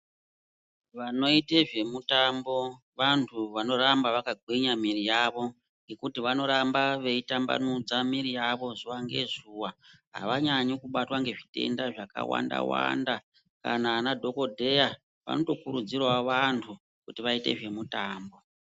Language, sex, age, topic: Ndau, female, 50+, health